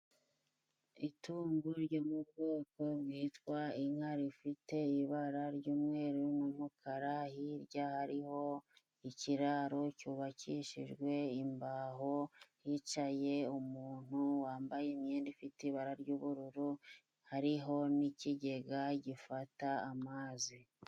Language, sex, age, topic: Kinyarwanda, female, 25-35, agriculture